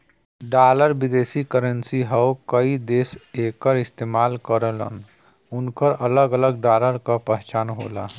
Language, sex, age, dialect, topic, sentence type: Bhojpuri, male, 36-40, Western, banking, statement